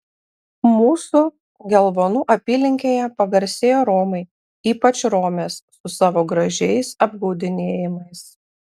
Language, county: Lithuanian, Panevėžys